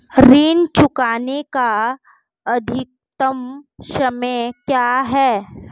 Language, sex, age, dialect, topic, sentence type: Hindi, female, 25-30, Marwari Dhudhari, banking, question